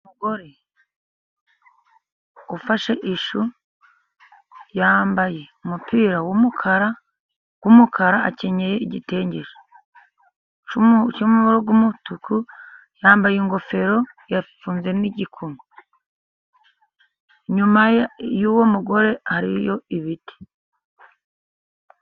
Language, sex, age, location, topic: Kinyarwanda, female, 50+, Musanze, agriculture